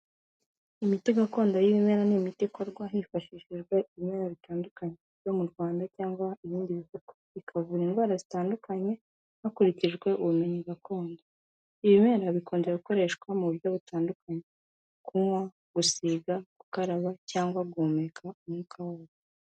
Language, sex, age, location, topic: Kinyarwanda, female, 18-24, Kigali, health